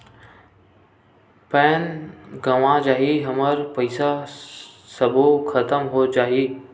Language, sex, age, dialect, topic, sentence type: Chhattisgarhi, male, 18-24, Western/Budati/Khatahi, banking, question